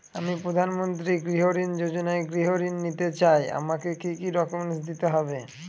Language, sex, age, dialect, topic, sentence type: Bengali, male, 25-30, Northern/Varendri, banking, question